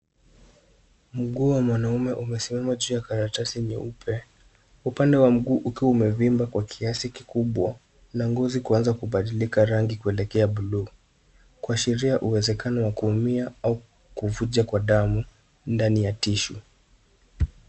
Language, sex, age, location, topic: Swahili, male, 18-24, Nairobi, health